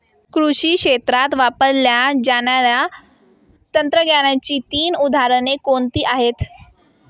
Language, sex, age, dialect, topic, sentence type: Marathi, female, 18-24, Standard Marathi, agriculture, question